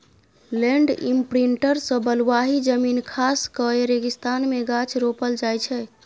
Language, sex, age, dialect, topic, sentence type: Maithili, female, 31-35, Bajjika, agriculture, statement